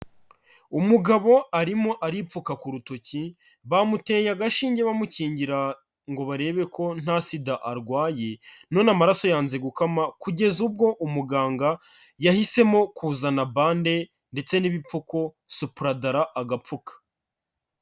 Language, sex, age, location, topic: Kinyarwanda, male, 25-35, Kigali, health